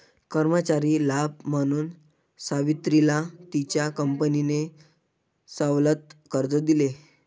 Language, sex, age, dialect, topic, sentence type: Marathi, male, 25-30, Varhadi, banking, statement